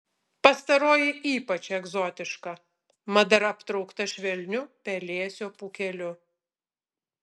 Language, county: Lithuanian, Utena